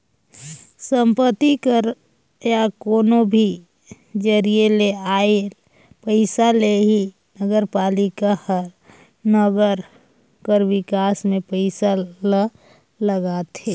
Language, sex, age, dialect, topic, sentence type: Chhattisgarhi, female, 31-35, Northern/Bhandar, banking, statement